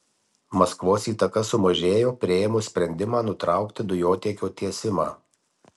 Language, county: Lithuanian, Marijampolė